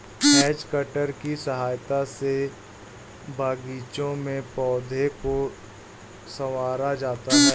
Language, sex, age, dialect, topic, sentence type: Hindi, male, 18-24, Awadhi Bundeli, agriculture, statement